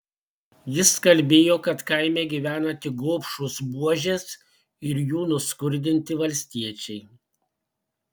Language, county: Lithuanian, Panevėžys